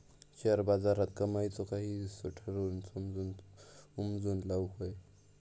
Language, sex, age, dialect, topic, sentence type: Marathi, male, 18-24, Southern Konkan, banking, statement